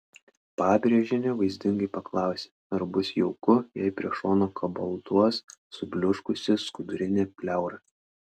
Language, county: Lithuanian, Klaipėda